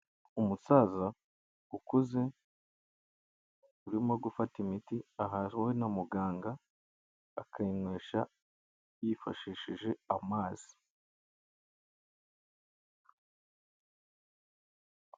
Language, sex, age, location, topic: Kinyarwanda, male, 25-35, Kigali, health